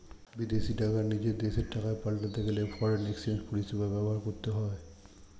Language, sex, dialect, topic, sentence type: Bengali, male, Standard Colloquial, banking, statement